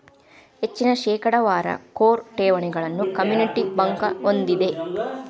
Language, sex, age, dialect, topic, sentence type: Kannada, female, 36-40, Dharwad Kannada, banking, statement